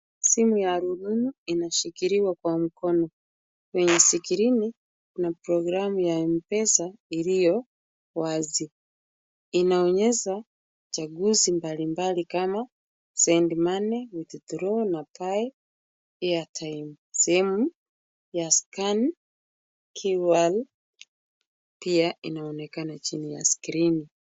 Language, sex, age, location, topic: Swahili, female, 25-35, Kisumu, finance